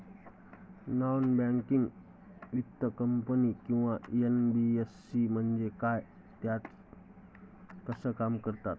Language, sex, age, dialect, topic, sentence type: Marathi, male, 36-40, Standard Marathi, banking, question